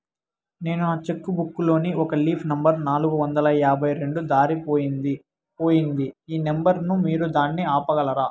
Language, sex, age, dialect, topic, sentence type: Telugu, male, 18-24, Southern, banking, question